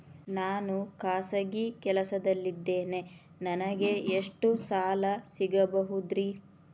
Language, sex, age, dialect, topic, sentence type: Kannada, female, 31-35, Dharwad Kannada, banking, question